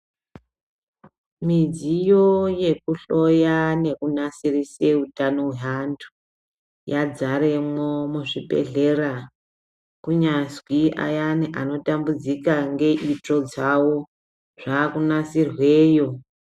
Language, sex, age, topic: Ndau, male, 25-35, health